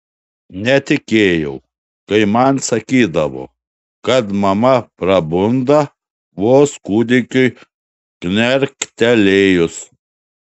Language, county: Lithuanian, Šiauliai